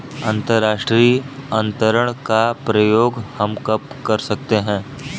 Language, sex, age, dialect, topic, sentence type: Hindi, male, 25-30, Kanauji Braj Bhasha, banking, question